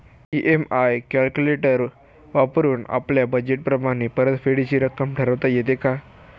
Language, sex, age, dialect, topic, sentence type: Marathi, male, <18, Standard Marathi, banking, question